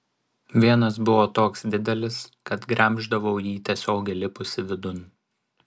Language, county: Lithuanian, Vilnius